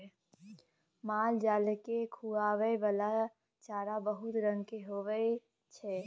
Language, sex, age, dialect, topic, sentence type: Maithili, female, 18-24, Bajjika, agriculture, statement